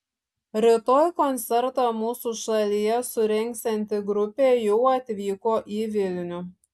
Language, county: Lithuanian, Šiauliai